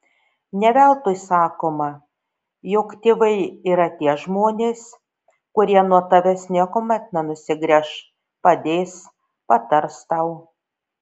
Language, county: Lithuanian, Šiauliai